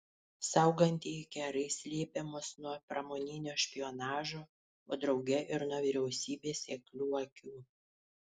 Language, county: Lithuanian, Panevėžys